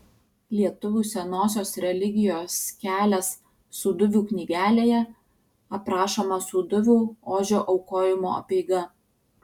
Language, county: Lithuanian, Alytus